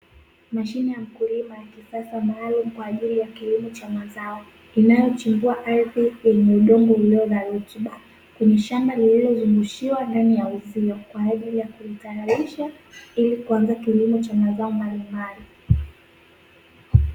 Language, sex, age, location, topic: Swahili, female, 18-24, Dar es Salaam, agriculture